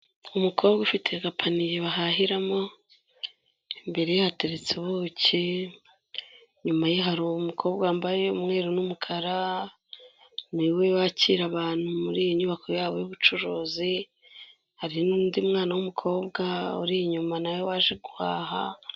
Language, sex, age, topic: Kinyarwanda, female, 25-35, finance